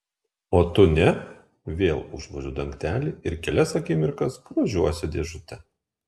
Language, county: Lithuanian, Kaunas